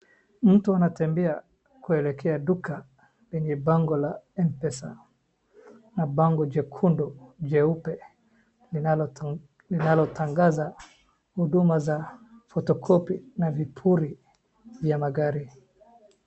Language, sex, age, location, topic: Swahili, male, 25-35, Wajir, finance